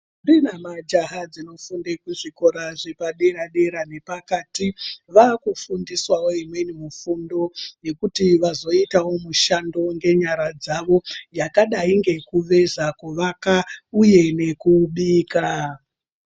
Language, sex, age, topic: Ndau, female, 25-35, education